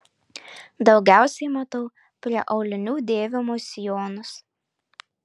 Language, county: Lithuanian, Marijampolė